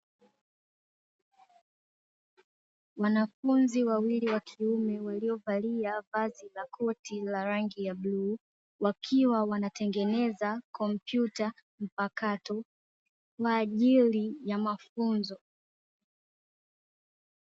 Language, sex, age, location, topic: Swahili, female, 18-24, Dar es Salaam, education